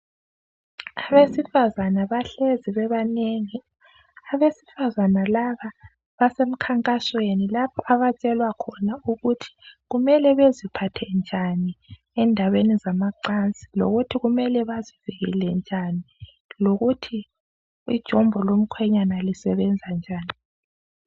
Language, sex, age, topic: North Ndebele, female, 25-35, health